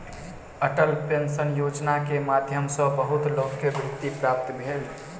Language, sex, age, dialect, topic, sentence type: Maithili, male, 18-24, Southern/Standard, banking, statement